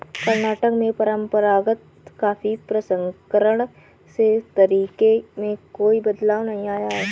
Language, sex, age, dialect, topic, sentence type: Hindi, female, 18-24, Awadhi Bundeli, agriculture, statement